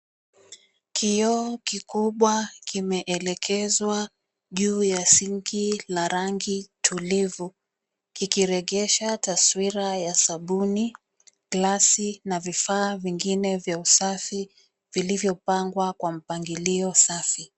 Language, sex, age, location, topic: Swahili, female, 25-35, Mombasa, government